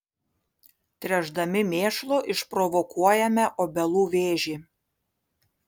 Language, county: Lithuanian, Kaunas